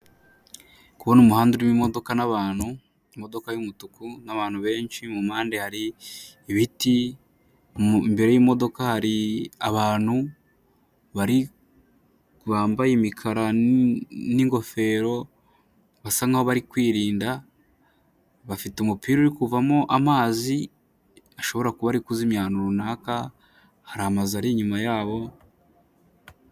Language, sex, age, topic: Kinyarwanda, male, 18-24, government